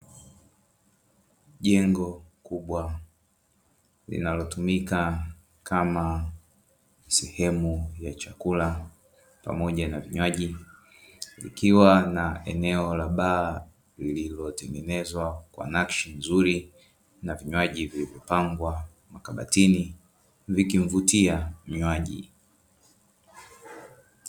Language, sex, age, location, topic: Swahili, male, 25-35, Dar es Salaam, finance